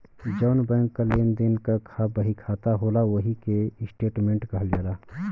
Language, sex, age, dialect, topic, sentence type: Bhojpuri, male, 31-35, Western, banking, statement